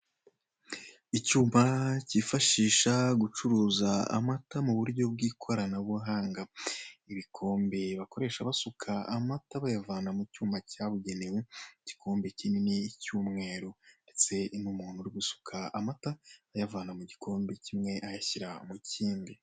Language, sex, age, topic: Kinyarwanda, male, 25-35, finance